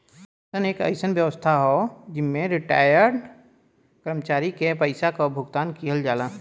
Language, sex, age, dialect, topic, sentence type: Bhojpuri, male, 25-30, Western, banking, statement